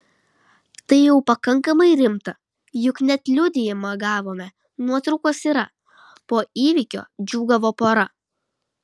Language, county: Lithuanian, Šiauliai